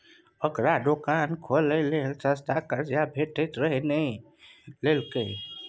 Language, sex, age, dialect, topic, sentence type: Maithili, male, 60-100, Bajjika, banking, statement